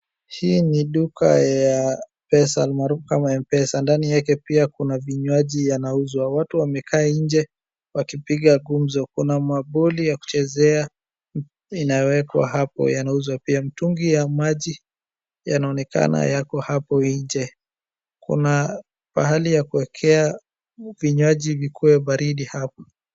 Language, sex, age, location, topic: Swahili, male, 36-49, Wajir, finance